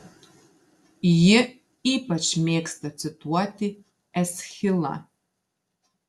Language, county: Lithuanian, Marijampolė